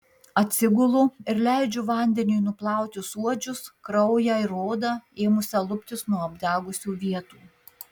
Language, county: Lithuanian, Marijampolė